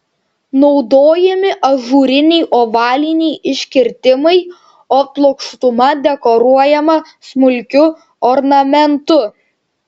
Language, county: Lithuanian, Šiauliai